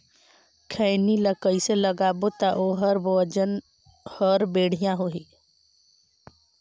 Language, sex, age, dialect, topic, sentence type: Chhattisgarhi, female, 18-24, Northern/Bhandar, agriculture, question